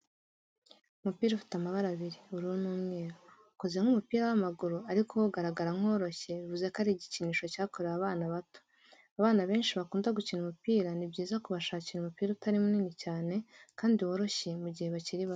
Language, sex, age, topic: Kinyarwanda, female, 18-24, education